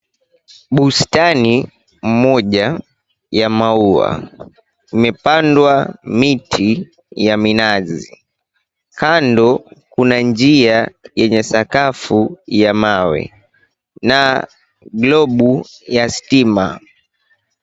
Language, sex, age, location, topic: Swahili, female, 18-24, Mombasa, agriculture